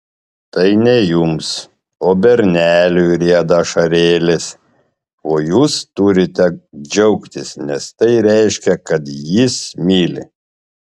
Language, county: Lithuanian, Panevėžys